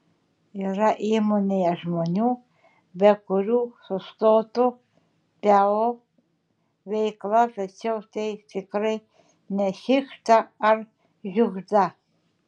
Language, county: Lithuanian, Šiauliai